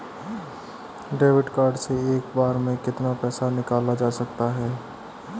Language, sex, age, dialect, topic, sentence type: Hindi, male, 31-35, Marwari Dhudhari, banking, question